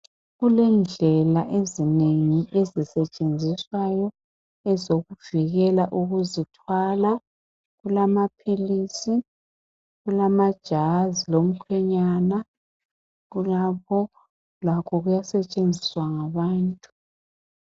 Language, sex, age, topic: North Ndebele, male, 50+, health